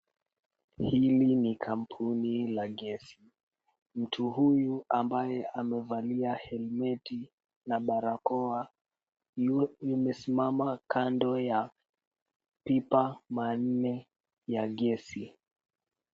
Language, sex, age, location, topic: Swahili, female, 36-49, Kisumu, health